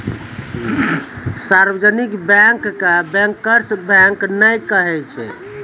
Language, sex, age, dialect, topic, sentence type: Maithili, male, 41-45, Angika, banking, statement